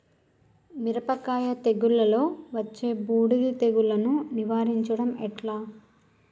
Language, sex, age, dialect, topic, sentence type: Telugu, male, 36-40, Telangana, agriculture, question